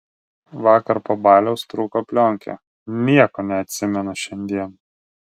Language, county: Lithuanian, Vilnius